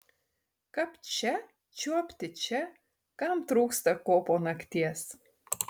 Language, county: Lithuanian, Tauragė